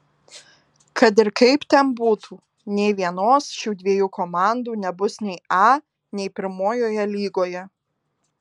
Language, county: Lithuanian, Alytus